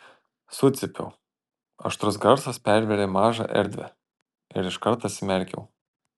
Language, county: Lithuanian, Panevėžys